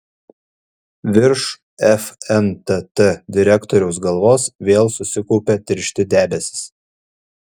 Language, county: Lithuanian, Šiauliai